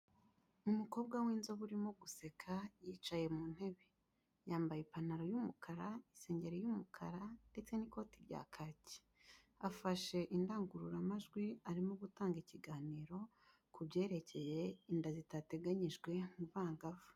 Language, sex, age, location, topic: Kinyarwanda, female, 25-35, Kigali, health